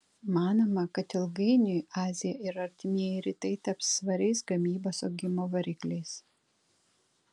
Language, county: Lithuanian, Kaunas